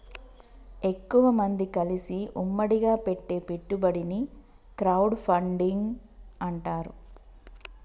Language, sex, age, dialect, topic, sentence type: Telugu, female, 31-35, Telangana, banking, statement